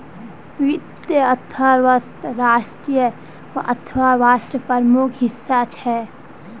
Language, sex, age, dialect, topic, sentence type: Magahi, female, 60-100, Northeastern/Surjapuri, banking, statement